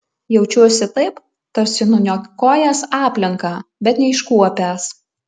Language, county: Lithuanian, Alytus